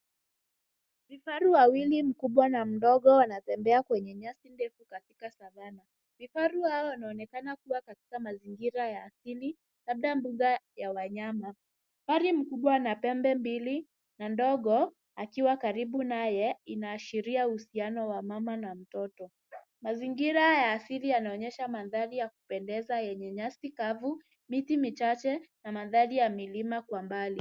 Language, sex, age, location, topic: Swahili, female, 18-24, Nairobi, government